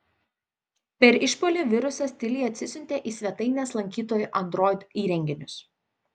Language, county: Lithuanian, Vilnius